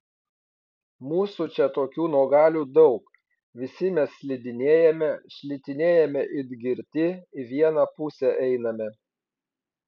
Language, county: Lithuanian, Vilnius